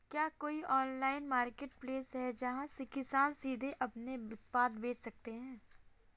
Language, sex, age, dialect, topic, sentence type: Hindi, female, 25-30, Kanauji Braj Bhasha, agriculture, statement